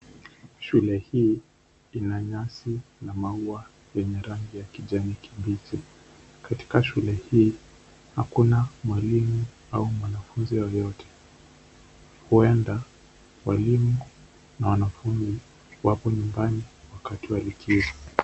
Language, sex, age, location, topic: Swahili, male, 18-24, Kisumu, education